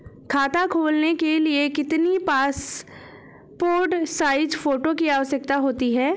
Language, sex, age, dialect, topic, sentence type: Hindi, female, 25-30, Awadhi Bundeli, banking, question